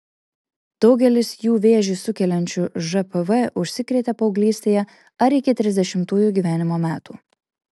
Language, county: Lithuanian, Kaunas